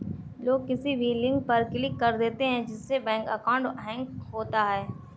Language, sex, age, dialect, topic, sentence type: Hindi, female, 18-24, Awadhi Bundeli, banking, statement